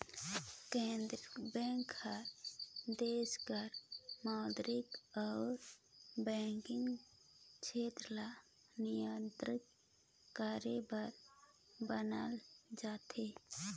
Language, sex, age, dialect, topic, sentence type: Chhattisgarhi, female, 25-30, Northern/Bhandar, banking, statement